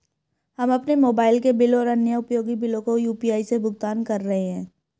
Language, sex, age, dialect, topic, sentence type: Hindi, female, 18-24, Marwari Dhudhari, banking, statement